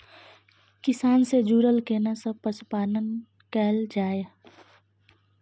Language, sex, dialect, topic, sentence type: Maithili, female, Bajjika, agriculture, question